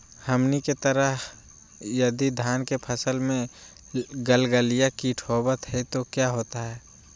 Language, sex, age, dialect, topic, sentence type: Magahi, male, 18-24, Southern, agriculture, question